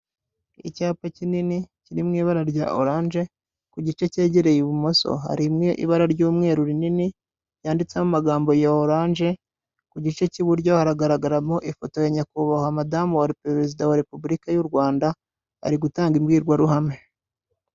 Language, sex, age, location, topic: Kinyarwanda, male, 25-35, Kigali, health